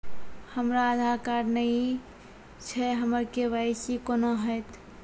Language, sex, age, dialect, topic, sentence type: Maithili, female, 18-24, Angika, banking, question